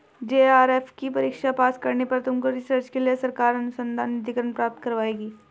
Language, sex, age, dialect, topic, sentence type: Hindi, female, 18-24, Marwari Dhudhari, banking, statement